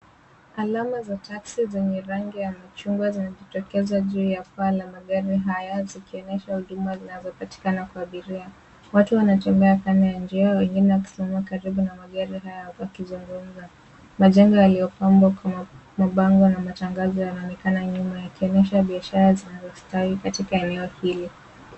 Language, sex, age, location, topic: Swahili, female, 18-24, Nairobi, government